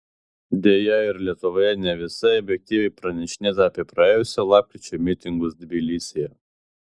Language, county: Lithuanian, Vilnius